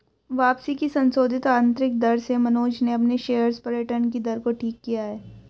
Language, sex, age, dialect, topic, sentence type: Hindi, female, 18-24, Hindustani Malvi Khadi Boli, banking, statement